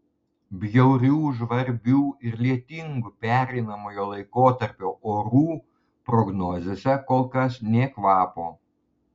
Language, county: Lithuanian, Panevėžys